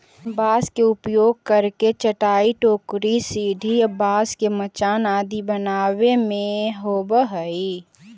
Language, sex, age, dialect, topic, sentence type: Magahi, female, 18-24, Central/Standard, banking, statement